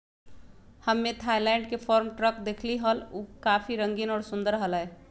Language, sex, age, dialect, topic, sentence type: Magahi, female, 25-30, Western, agriculture, statement